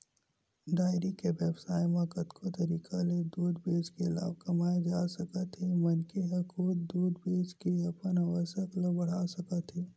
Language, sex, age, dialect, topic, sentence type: Chhattisgarhi, male, 18-24, Western/Budati/Khatahi, agriculture, statement